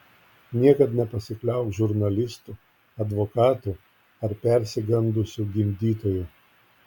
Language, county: Lithuanian, Klaipėda